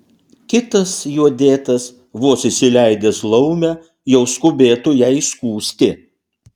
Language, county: Lithuanian, Utena